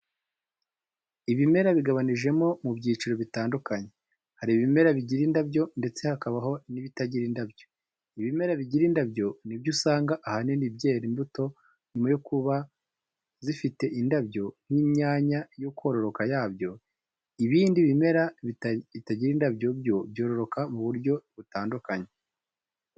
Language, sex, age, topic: Kinyarwanda, male, 25-35, education